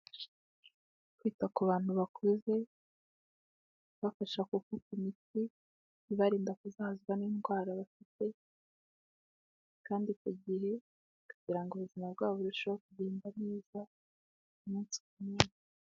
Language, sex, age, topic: Kinyarwanda, female, 18-24, health